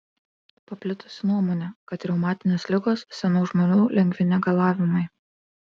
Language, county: Lithuanian, Kaunas